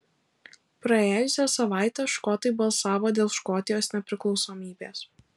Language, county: Lithuanian, Alytus